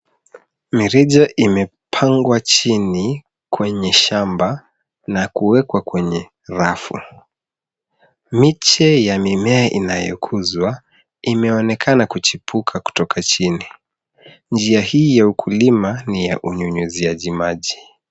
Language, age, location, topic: Swahili, 25-35, Nairobi, agriculture